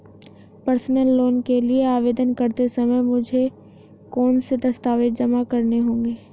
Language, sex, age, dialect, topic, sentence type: Hindi, female, 18-24, Hindustani Malvi Khadi Boli, banking, question